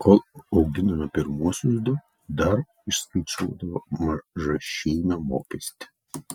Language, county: Lithuanian, Kaunas